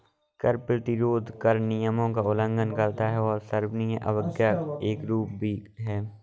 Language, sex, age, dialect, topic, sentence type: Hindi, male, 18-24, Awadhi Bundeli, banking, statement